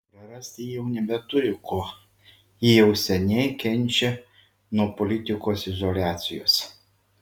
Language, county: Lithuanian, Šiauliai